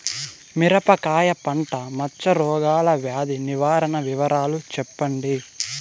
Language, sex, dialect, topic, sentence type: Telugu, male, Southern, agriculture, question